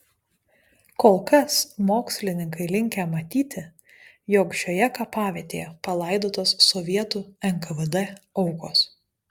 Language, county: Lithuanian, Panevėžys